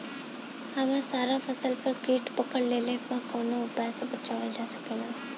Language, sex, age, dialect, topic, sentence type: Bhojpuri, female, 18-24, Southern / Standard, agriculture, question